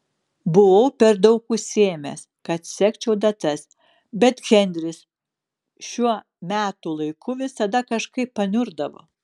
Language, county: Lithuanian, Kaunas